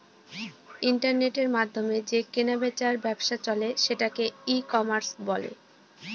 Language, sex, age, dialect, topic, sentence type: Bengali, female, 18-24, Northern/Varendri, agriculture, statement